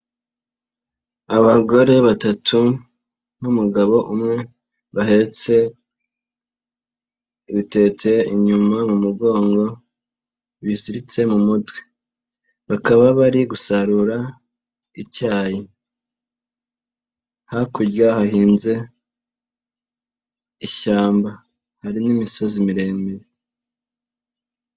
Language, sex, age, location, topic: Kinyarwanda, female, 18-24, Nyagatare, agriculture